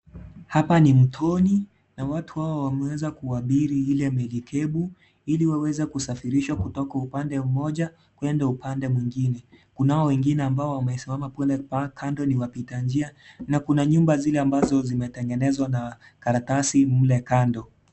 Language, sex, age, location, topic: Swahili, male, 18-24, Kisii, health